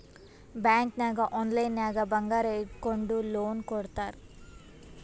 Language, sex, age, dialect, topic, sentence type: Kannada, female, 18-24, Northeastern, banking, statement